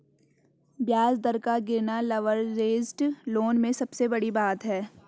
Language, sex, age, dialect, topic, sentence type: Hindi, female, 18-24, Garhwali, banking, statement